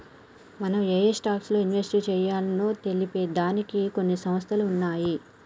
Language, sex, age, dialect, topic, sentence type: Telugu, male, 31-35, Telangana, banking, statement